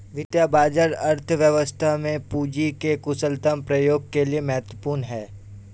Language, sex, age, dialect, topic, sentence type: Hindi, male, 18-24, Awadhi Bundeli, banking, statement